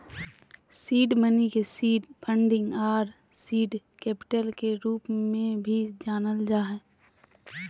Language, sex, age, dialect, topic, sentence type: Magahi, female, 31-35, Southern, banking, statement